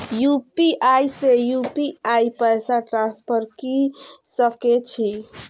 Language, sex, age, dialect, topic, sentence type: Maithili, female, 25-30, Eastern / Thethi, banking, question